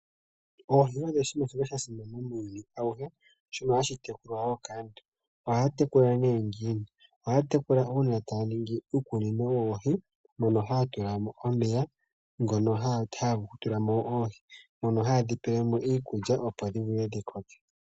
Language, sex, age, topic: Oshiwambo, male, 25-35, agriculture